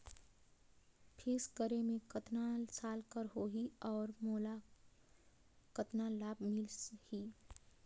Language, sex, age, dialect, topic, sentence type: Chhattisgarhi, female, 18-24, Northern/Bhandar, banking, question